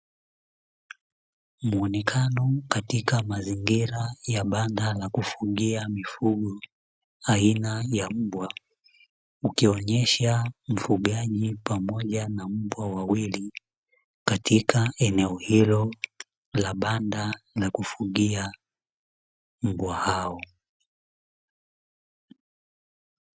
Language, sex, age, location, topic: Swahili, male, 25-35, Dar es Salaam, agriculture